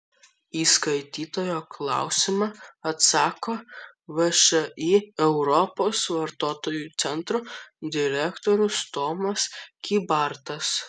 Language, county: Lithuanian, Kaunas